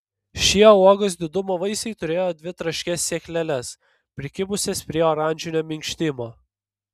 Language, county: Lithuanian, Panevėžys